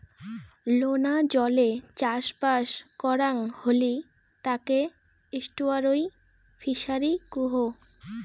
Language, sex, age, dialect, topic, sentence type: Bengali, female, 18-24, Rajbangshi, agriculture, statement